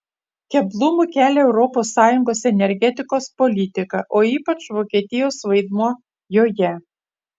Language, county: Lithuanian, Utena